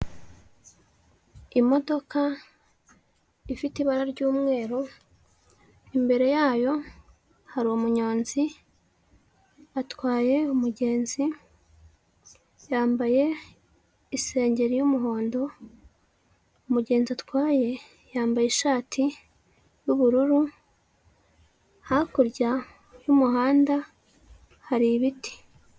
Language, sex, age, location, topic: Kinyarwanda, female, 25-35, Huye, government